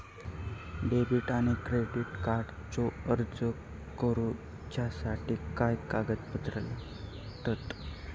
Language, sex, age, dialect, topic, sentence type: Marathi, male, 18-24, Southern Konkan, banking, question